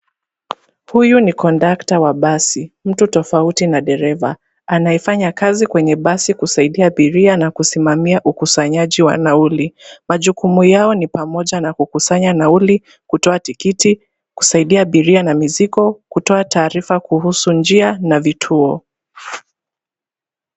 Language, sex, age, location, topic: Swahili, female, 25-35, Nairobi, government